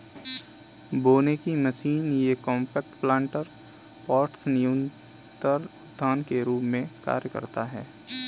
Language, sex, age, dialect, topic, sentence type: Hindi, male, 18-24, Kanauji Braj Bhasha, agriculture, statement